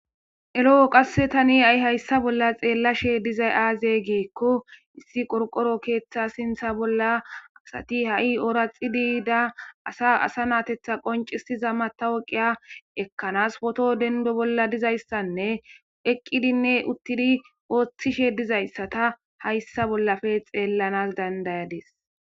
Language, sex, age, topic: Gamo, male, 18-24, government